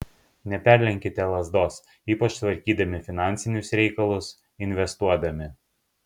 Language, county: Lithuanian, Kaunas